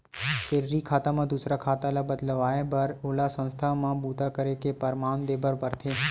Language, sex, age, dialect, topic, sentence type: Chhattisgarhi, male, 18-24, Western/Budati/Khatahi, banking, statement